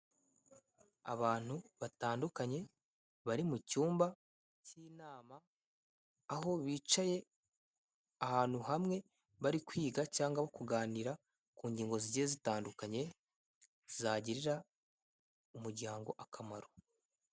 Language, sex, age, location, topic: Kinyarwanda, male, 18-24, Kigali, government